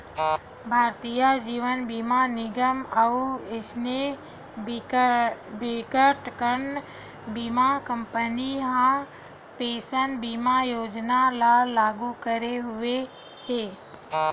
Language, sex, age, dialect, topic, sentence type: Chhattisgarhi, female, 46-50, Western/Budati/Khatahi, banking, statement